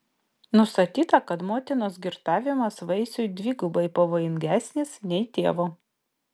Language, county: Lithuanian, Vilnius